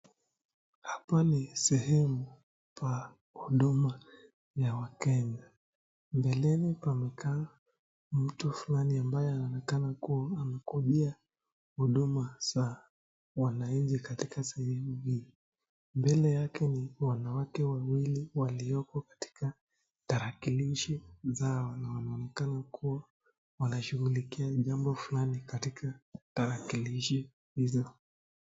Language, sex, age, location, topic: Swahili, male, 25-35, Nakuru, government